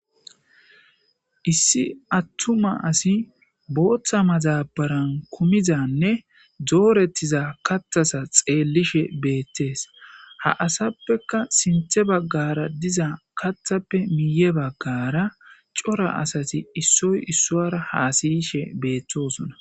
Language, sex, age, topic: Gamo, male, 25-35, agriculture